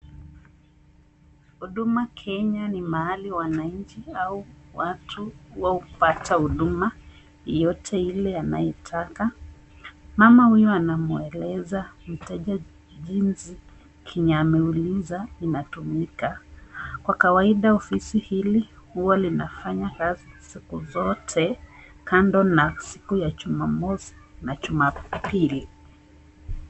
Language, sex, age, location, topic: Swahili, female, 25-35, Nakuru, government